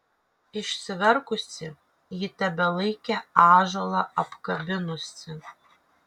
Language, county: Lithuanian, Kaunas